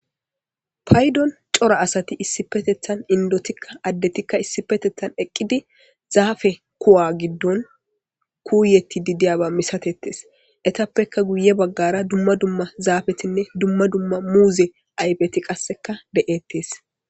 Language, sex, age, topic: Gamo, female, 18-24, government